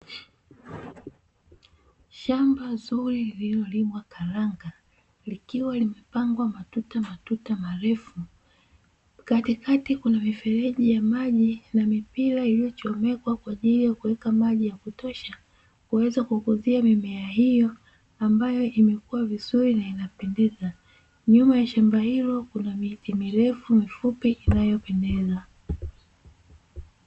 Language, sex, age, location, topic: Swahili, female, 25-35, Dar es Salaam, agriculture